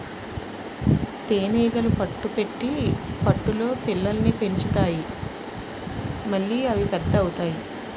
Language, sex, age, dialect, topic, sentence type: Telugu, female, 36-40, Utterandhra, agriculture, statement